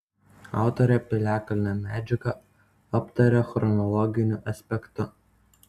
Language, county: Lithuanian, Utena